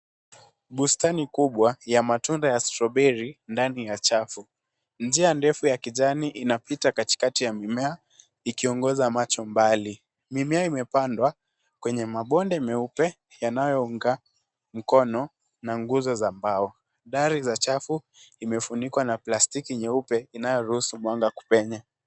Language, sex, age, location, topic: Swahili, female, 18-24, Nairobi, agriculture